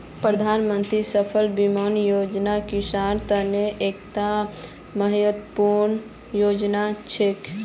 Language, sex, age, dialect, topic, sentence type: Magahi, male, 18-24, Northeastern/Surjapuri, agriculture, statement